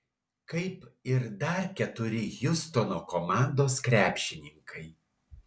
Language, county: Lithuanian, Alytus